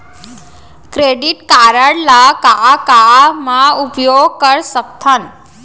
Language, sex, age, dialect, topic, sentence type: Chhattisgarhi, female, 18-24, Central, banking, question